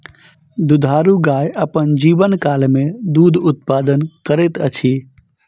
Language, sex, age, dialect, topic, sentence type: Maithili, male, 31-35, Southern/Standard, agriculture, statement